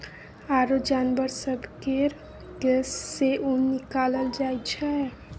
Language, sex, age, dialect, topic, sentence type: Maithili, female, 60-100, Bajjika, agriculture, statement